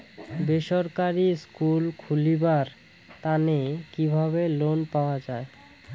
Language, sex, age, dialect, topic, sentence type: Bengali, male, 18-24, Rajbangshi, banking, question